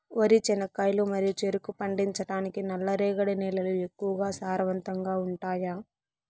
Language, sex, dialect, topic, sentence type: Telugu, female, Southern, agriculture, question